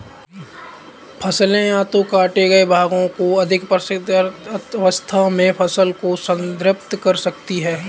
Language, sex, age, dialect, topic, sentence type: Hindi, male, 18-24, Kanauji Braj Bhasha, agriculture, statement